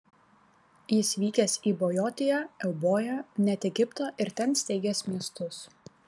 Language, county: Lithuanian, Panevėžys